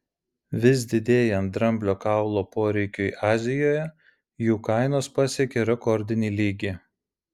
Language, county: Lithuanian, Vilnius